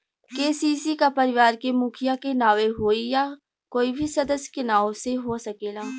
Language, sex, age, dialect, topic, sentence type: Bhojpuri, female, 41-45, Western, agriculture, question